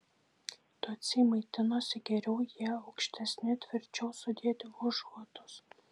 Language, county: Lithuanian, Šiauliai